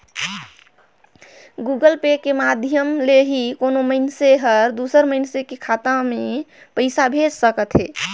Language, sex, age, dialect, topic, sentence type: Chhattisgarhi, female, 31-35, Northern/Bhandar, banking, statement